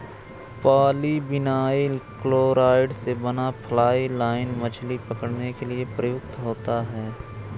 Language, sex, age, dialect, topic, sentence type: Hindi, male, 18-24, Awadhi Bundeli, agriculture, statement